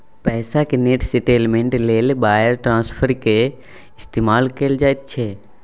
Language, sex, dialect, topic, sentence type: Maithili, male, Bajjika, banking, statement